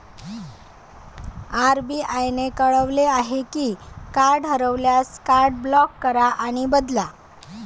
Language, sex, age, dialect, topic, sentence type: Marathi, female, 31-35, Varhadi, banking, statement